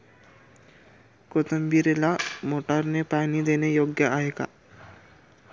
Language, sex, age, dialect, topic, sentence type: Marathi, male, 25-30, Standard Marathi, agriculture, question